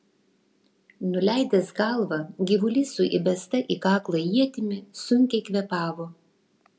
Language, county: Lithuanian, Vilnius